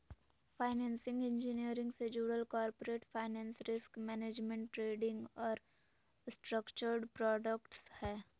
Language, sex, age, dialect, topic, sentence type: Magahi, female, 18-24, Southern, banking, statement